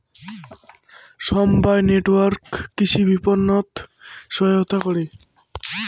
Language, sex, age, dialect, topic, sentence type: Bengali, female, <18, Rajbangshi, agriculture, statement